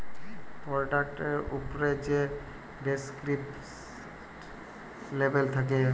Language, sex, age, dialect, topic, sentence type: Bengali, male, 18-24, Jharkhandi, banking, statement